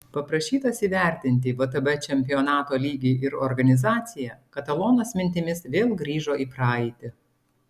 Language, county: Lithuanian, Klaipėda